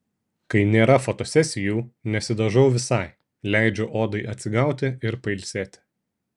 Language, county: Lithuanian, Šiauliai